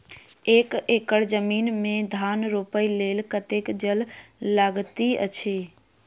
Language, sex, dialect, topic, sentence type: Maithili, female, Southern/Standard, agriculture, question